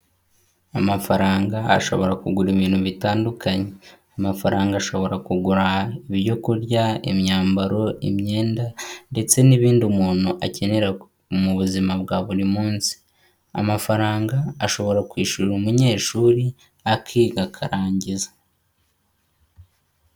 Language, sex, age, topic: Kinyarwanda, male, 18-24, finance